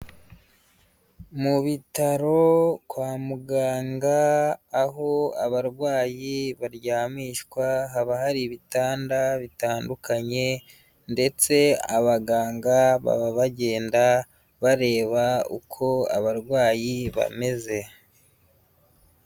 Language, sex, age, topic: Kinyarwanda, female, 18-24, health